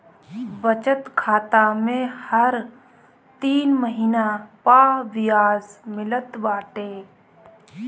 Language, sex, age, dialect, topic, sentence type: Bhojpuri, female, 31-35, Northern, banking, statement